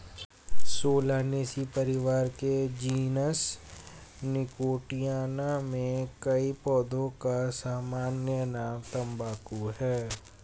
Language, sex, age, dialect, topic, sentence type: Hindi, male, 18-24, Hindustani Malvi Khadi Boli, agriculture, statement